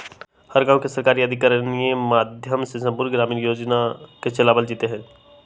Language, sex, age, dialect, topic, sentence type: Magahi, male, 18-24, Western, banking, statement